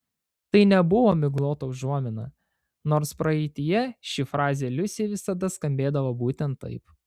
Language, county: Lithuanian, Panevėžys